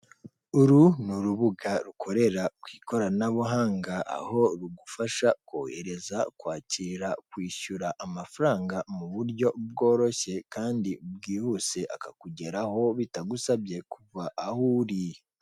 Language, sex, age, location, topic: Kinyarwanda, female, 18-24, Kigali, finance